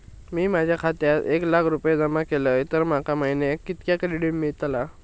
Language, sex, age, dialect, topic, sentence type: Marathi, male, 18-24, Southern Konkan, banking, question